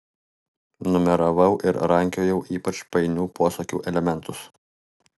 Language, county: Lithuanian, Alytus